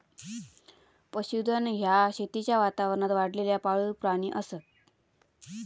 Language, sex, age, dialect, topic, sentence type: Marathi, female, 25-30, Southern Konkan, agriculture, statement